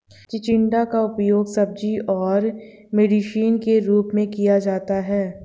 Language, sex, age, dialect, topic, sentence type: Hindi, female, 51-55, Hindustani Malvi Khadi Boli, agriculture, statement